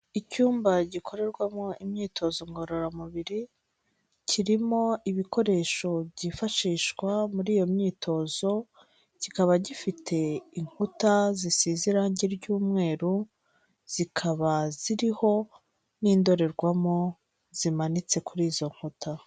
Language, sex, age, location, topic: Kinyarwanda, female, 36-49, Kigali, health